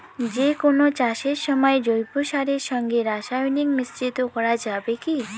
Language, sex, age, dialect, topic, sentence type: Bengali, female, 18-24, Rajbangshi, agriculture, question